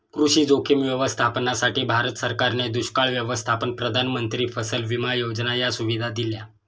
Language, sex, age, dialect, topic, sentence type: Marathi, male, 25-30, Northern Konkan, agriculture, statement